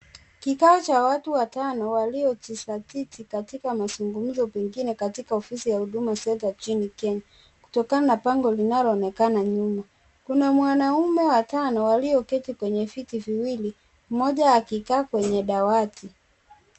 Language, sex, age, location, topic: Swahili, female, 18-24, Kisumu, government